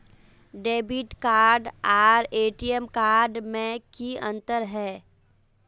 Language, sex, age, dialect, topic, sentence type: Magahi, female, 18-24, Northeastern/Surjapuri, banking, question